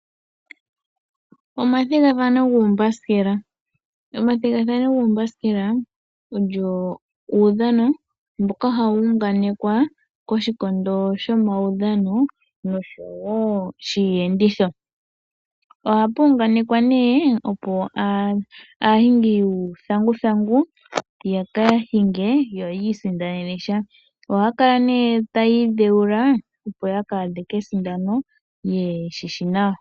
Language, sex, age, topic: Oshiwambo, female, 18-24, finance